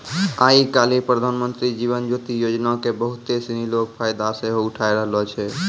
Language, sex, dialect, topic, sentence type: Maithili, male, Angika, banking, statement